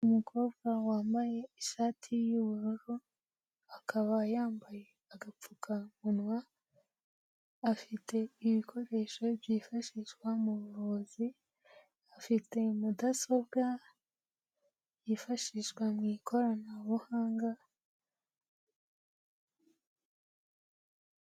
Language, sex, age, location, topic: Kinyarwanda, female, 18-24, Kigali, health